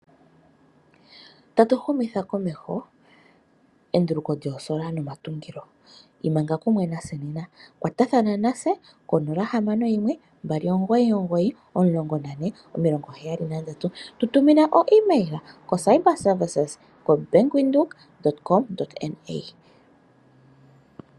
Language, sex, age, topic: Oshiwambo, female, 25-35, finance